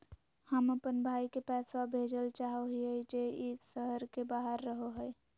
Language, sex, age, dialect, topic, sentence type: Magahi, female, 18-24, Southern, banking, statement